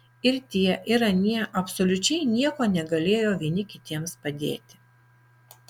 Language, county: Lithuanian, Alytus